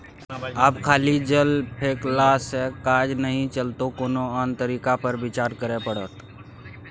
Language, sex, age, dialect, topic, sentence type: Maithili, male, 25-30, Bajjika, agriculture, statement